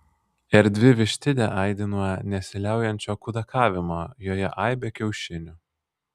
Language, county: Lithuanian, Vilnius